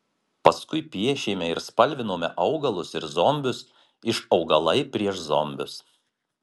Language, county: Lithuanian, Marijampolė